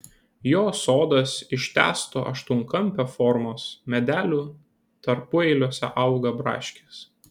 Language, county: Lithuanian, Kaunas